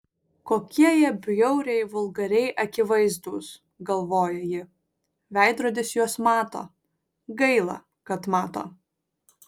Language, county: Lithuanian, Vilnius